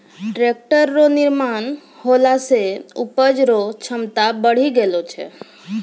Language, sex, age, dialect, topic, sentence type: Maithili, female, 25-30, Angika, agriculture, statement